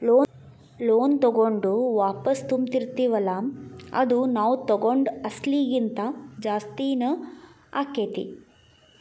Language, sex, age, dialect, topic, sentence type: Kannada, female, 18-24, Dharwad Kannada, banking, statement